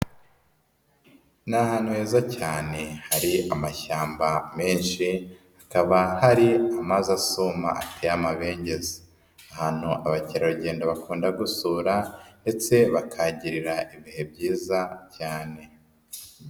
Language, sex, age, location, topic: Kinyarwanda, male, 25-35, Nyagatare, agriculture